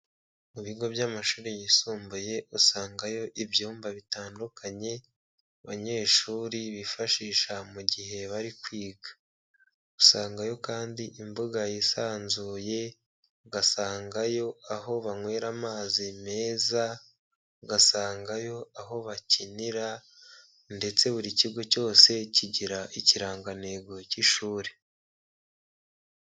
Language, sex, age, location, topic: Kinyarwanda, male, 25-35, Kigali, education